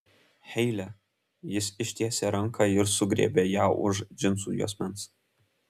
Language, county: Lithuanian, Kaunas